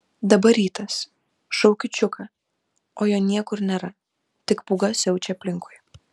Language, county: Lithuanian, Vilnius